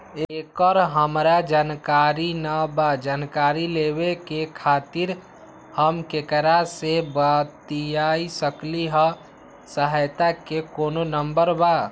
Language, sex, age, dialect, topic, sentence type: Magahi, male, 18-24, Western, banking, question